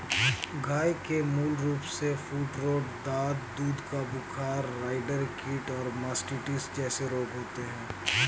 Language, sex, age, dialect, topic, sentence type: Hindi, male, 31-35, Awadhi Bundeli, agriculture, statement